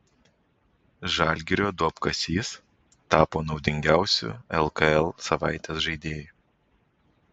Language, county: Lithuanian, Vilnius